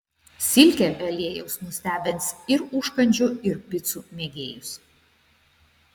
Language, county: Lithuanian, Šiauliai